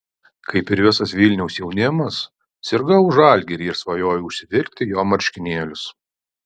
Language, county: Lithuanian, Alytus